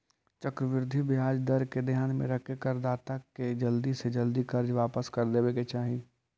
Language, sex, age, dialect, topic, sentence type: Magahi, male, 18-24, Central/Standard, banking, statement